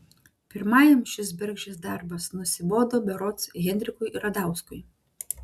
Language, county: Lithuanian, Klaipėda